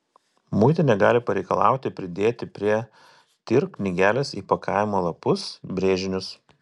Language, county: Lithuanian, Telšiai